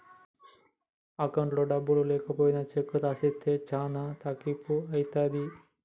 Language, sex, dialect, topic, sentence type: Telugu, male, Telangana, banking, statement